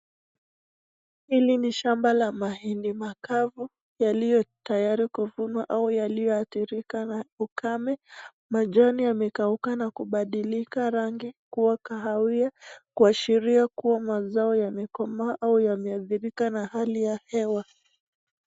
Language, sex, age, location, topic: Swahili, female, 25-35, Nakuru, agriculture